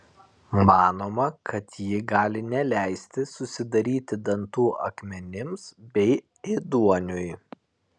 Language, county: Lithuanian, Kaunas